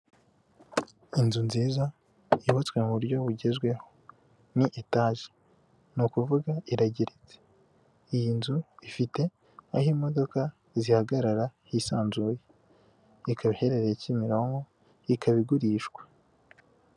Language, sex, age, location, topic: Kinyarwanda, male, 18-24, Kigali, finance